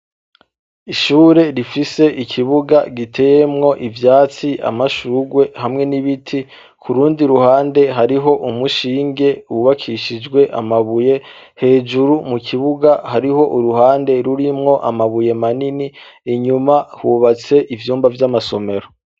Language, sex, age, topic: Rundi, male, 25-35, education